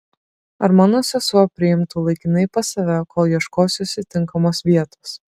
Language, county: Lithuanian, Šiauliai